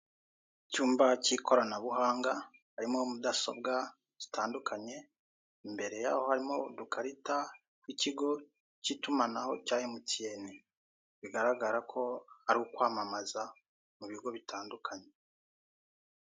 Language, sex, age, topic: Kinyarwanda, male, 36-49, finance